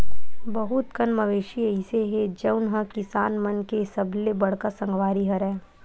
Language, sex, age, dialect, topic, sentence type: Chhattisgarhi, female, 18-24, Western/Budati/Khatahi, agriculture, statement